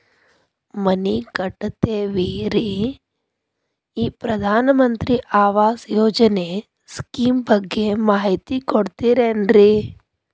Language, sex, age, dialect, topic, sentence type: Kannada, female, 31-35, Dharwad Kannada, banking, question